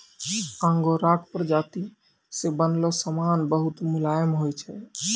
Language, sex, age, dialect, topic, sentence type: Maithili, male, 18-24, Angika, agriculture, statement